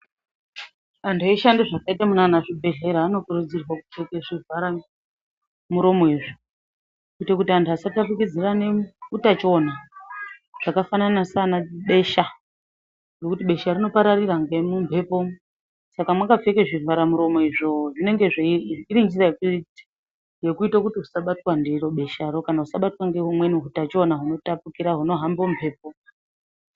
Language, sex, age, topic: Ndau, female, 25-35, health